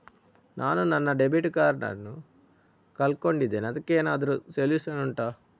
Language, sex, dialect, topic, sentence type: Kannada, male, Coastal/Dakshin, banking, question